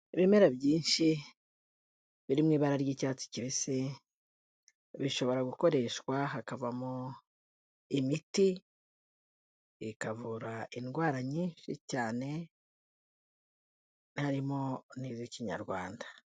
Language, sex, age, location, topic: Kinyarwanda, female, 18-24, Kigali, health